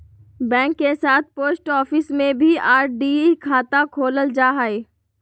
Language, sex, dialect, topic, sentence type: Magahi, female, Southern, banking, statement